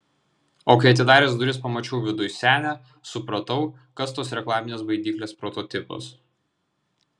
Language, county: Lithuanian, Vilnius